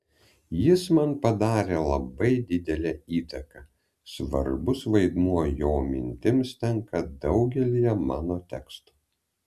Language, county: Lithuanian, Vilnius